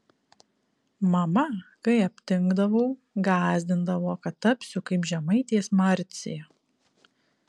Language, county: Lithuanian, Kaunas